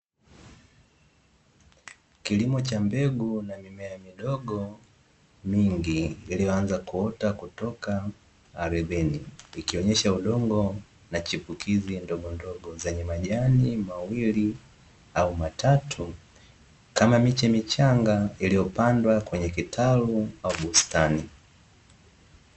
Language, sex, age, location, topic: Swahili, male, 18-24, Dar es Salaam, agriculture